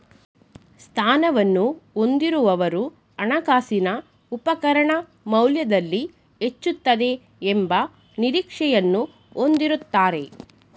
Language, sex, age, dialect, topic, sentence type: Kannada, female, 31-35, Mysore Kannada, banking, statement